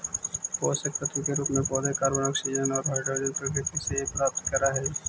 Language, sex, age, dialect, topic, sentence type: Magahi, male, 18-24, Central/Standard, banking, statement